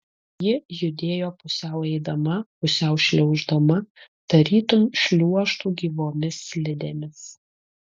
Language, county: Lithuanian, Utena